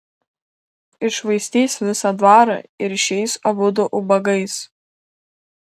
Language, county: Lithuanian, Kaunas